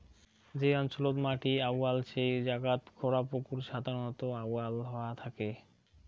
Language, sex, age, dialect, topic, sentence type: Bengali, male, 18-24, Rajbangshi, agriculture, statement